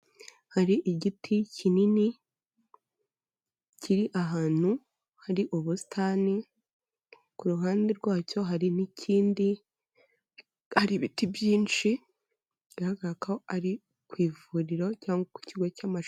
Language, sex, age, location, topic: Kinyarwanda, male, 25-35, Kigali, health